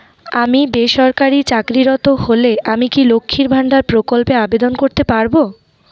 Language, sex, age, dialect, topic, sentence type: Bengali, female, 41-45, Rajbangshi, banking, question